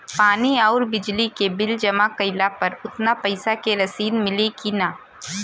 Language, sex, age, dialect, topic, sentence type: Bhojpuri, female, 18-24, Southern / Standard, banking, question